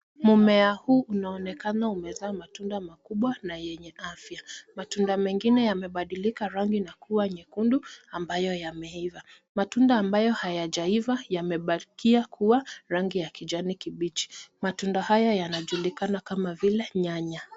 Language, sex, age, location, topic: Swahili, female, 25-35, Nairobi, agriculture